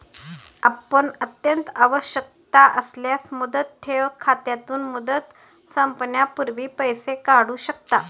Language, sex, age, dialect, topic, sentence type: Marathi, male, 41-45, Standard Marathi, banking, statement